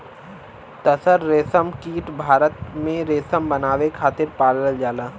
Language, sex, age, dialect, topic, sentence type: Bhojpuri, male, 18-24, Western, agriculture, statement